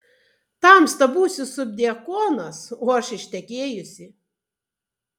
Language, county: Lithuanian, Tauragė